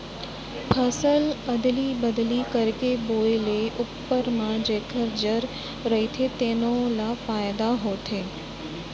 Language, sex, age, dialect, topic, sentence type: Chhattisgarhi, female, 36-40, Central, agriculture, statement